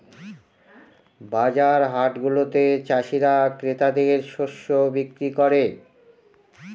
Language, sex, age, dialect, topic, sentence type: Bengali, male, 46-50, Northern/Varendri, agriculture, statement